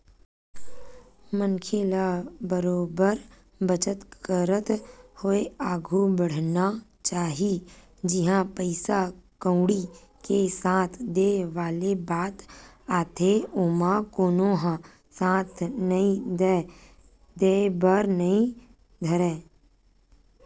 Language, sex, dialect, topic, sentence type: Chhattisgarhi, female, Western/Budati/Khatahi, banking, statement